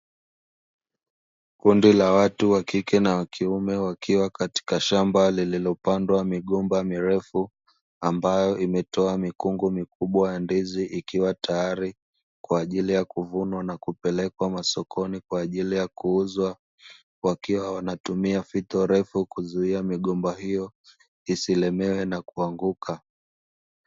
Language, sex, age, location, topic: Swahili, male, 25-35, Dar es Salaam, agriculture